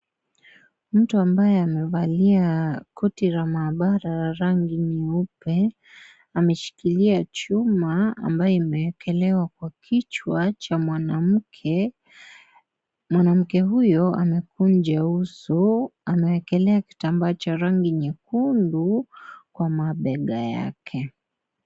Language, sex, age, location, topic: Swahili, female, 18-24, Kisii, health